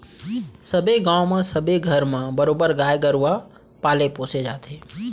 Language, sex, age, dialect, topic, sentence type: Chhattisgarhi, male, 25-30, Central, banking, statement